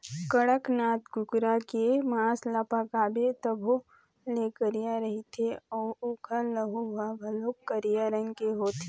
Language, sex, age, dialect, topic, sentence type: Chhattisgarhi, female, 18-24, Eastern, agriculture, statement